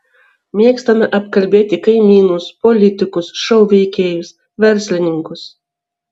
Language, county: Lithuanian, Vilnius